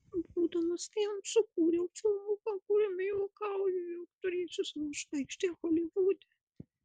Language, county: Lithuanian, Marijampolė